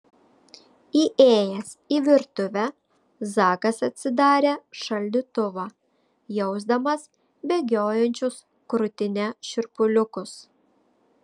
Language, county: Lithuanian, Šiauliai